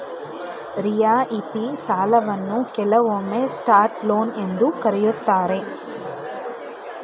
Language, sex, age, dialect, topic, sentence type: Kannada, female, 25-30, Mysore Kannada, banking, statement